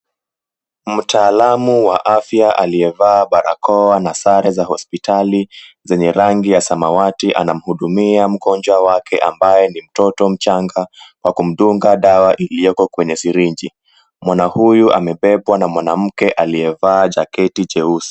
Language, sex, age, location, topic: Swahili, male, 18-24, Mombasa, health